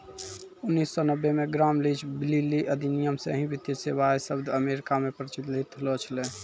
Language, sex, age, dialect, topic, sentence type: Maithili, male, 18-24, Angika, banking, statement